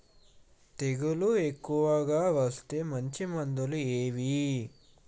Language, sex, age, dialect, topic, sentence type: Telugu, male, 18-24, Telangana, agriculture, question